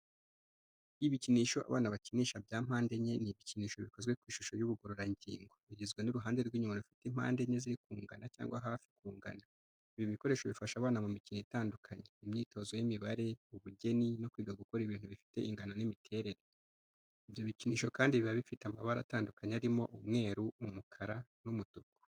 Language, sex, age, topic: Kinyarwanda, male, 25-35, education